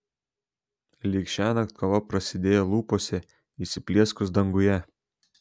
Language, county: Lithuanian, Šiauliai